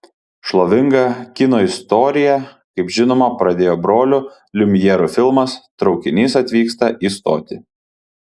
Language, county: Lithuanian, Panevėžys